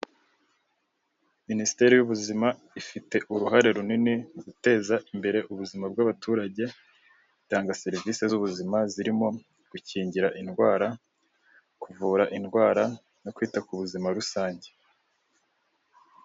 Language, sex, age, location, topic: Kinyarwanda, male, 18-24, Kigali, health